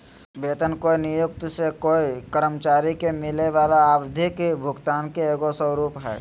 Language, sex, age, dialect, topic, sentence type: Magahi, male, 18-24, Southern, banking, statement